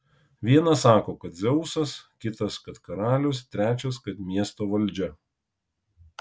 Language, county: Lithuanian, Kaunas